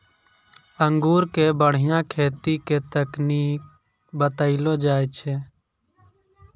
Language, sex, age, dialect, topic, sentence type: Maithili, male, 56-60, Angika, agriculture, statement